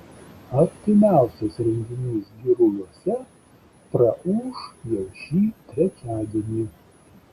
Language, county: Lithuanian, Šiauliai